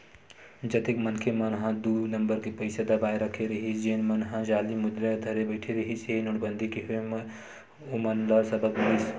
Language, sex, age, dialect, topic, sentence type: Chhattisgarhi, male, 18-24, Western/Budati/Khatahi, banking, statement